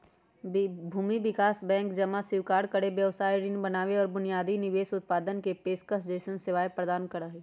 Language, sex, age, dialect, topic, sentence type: Magahi, female, 31-35, Western, banking, statement